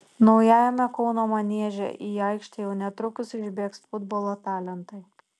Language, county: Lithuanian, Šiauliai